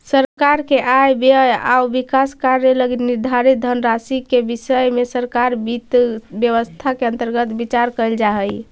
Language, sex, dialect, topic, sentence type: Magahi, female, Central/Standard, banking, statement